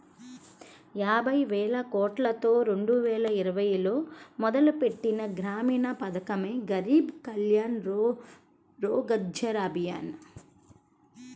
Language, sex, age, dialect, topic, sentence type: Telugu, female, 31-35, Central/Coastal, banking, statement